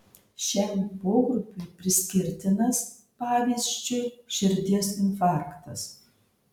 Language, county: Lithuanian, Marijampolė